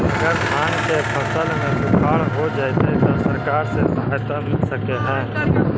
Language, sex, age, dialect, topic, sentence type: Magahi, male, 18-24, Central/Standard, agriculture, question